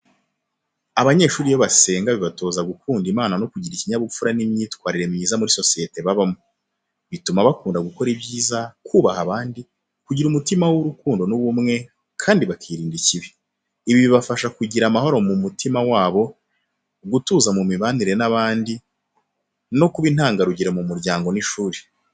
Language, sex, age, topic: Kinyarwanda, male, 25-35, education